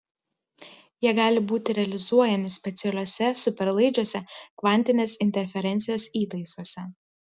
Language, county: Lithuanian, Klaipėda